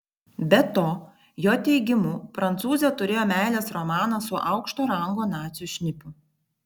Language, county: Lithuanian, Vilnius